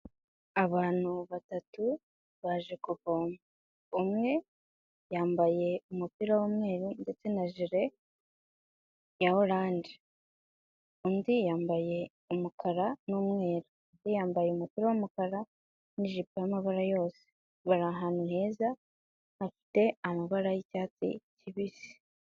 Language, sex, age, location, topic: Kinyarwanda, female, 25-35, Kigali, health